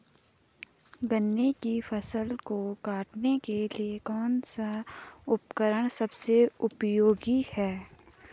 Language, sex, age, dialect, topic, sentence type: Hindi, female, 18-24, Garhwali, agriculture, question